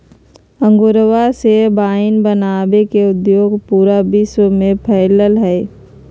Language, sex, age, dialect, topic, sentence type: Magahi, female, 31-35, Western, agriculture, statement